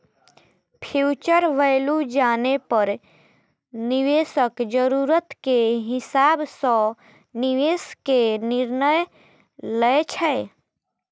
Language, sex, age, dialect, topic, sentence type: Maithili, female, 25-30, Eastern / Thethi, banking, statement